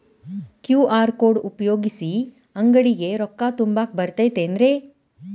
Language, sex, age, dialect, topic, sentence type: Kannada, female, 36-40, Dharwad Kannada, banking, question